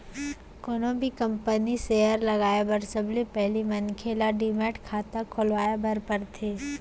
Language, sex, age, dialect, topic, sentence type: Chhattisgarhi, female, 56-60, Central, banking, statement